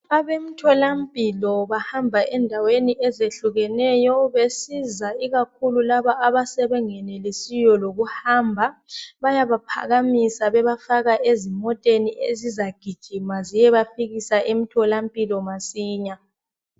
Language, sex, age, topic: North Ndebele, male, 25-35, health